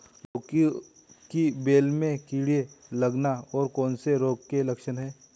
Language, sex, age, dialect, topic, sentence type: Hindi, male, 18-24, Hindustani Malvi Khadi Boli, agriculture, question